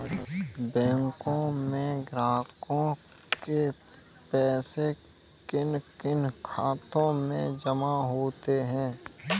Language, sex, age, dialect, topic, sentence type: Hindi, male, 18-24, Kanauji Braj Bhasha, banking, question